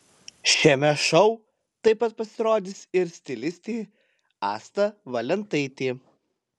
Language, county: Lithuanian, Panevėžys